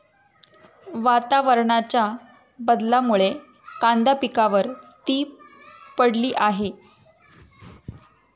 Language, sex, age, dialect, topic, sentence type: Marathi, female, 31-35, Standard Marathi, agriculture, question